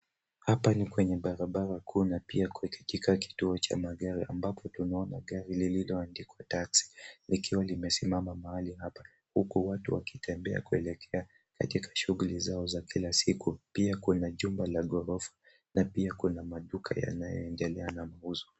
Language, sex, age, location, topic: Swahili, male, 18-24, Nairobi, government